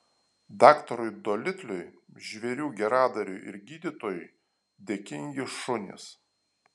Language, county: Lithuanian, Alytus